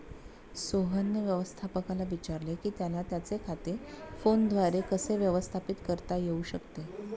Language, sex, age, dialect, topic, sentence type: Marathi, female, 31-35, Standard Marathi, banking, statement